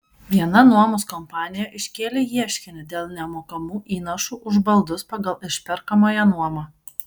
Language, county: Lithuanian, Kaunas